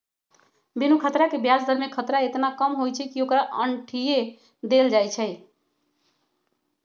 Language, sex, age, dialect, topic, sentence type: Magahi, female, 36-40, Western, banking, statement